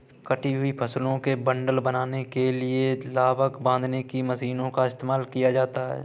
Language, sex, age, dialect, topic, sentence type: Hindi, male, 18-24, Kanauji Braj Bhasha, agriculture, statement